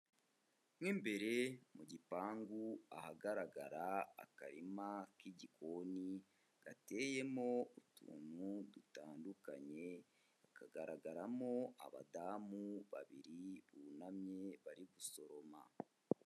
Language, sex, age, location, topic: Kinyarwanda, male, 25-35, Kigali, agriculture